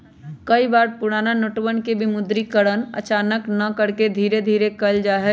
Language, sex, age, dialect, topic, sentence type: Magahi, male, 25-30, Western, banking, statement